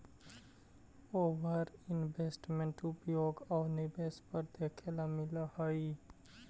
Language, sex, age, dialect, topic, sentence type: Magahi, male, 18-24, Central/Standard, banking, statement